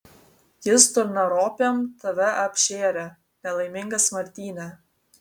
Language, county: Lithuanian, Vilnius